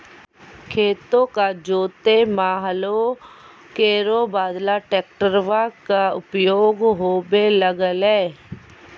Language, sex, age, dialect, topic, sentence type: Maithili, female, 51-55, Angika, agriculture, statement